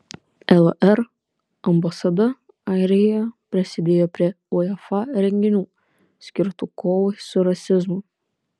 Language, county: Lithuanian, Panevėžys